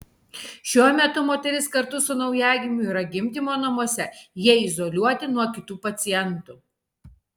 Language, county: Lithuanian, Kaunas